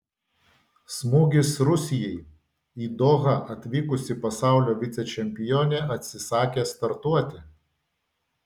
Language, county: Lithuanian, Vilnius